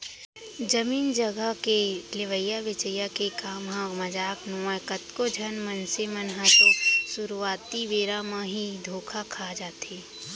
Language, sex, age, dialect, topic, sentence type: Chhattisgarhi, female, 18-24, Central, banking, statement